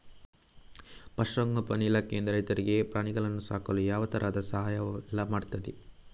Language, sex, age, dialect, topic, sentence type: Kannada, male, 46-50, Coastal/Dakshin, agriculture, question